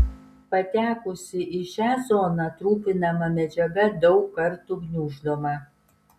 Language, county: Lithuanian, Kaunas